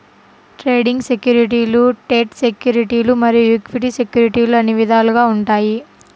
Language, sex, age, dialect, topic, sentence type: Telugu, female, 25-30, Central/Coastal, banking, statement